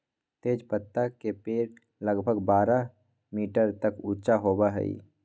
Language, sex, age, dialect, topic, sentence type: Magahi, male, 18-24, Western, agriculture, statement